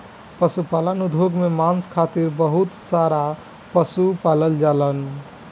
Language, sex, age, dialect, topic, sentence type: Bhojpuri, male, 18-24, Northern, agriculture, statement